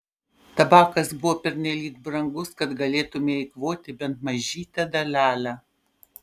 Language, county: Lithuanian, Panevėžys